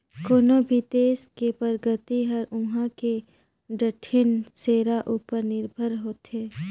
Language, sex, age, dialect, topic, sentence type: Chhattisgarhi, female, 25-30, Northern/Bhandar, banking, statement